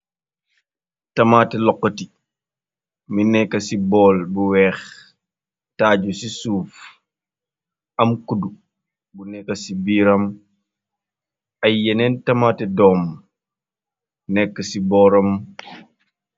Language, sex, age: Wolof, male, 25-35